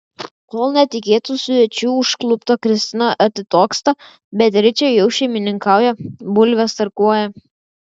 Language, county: Lithuanian, Kaunas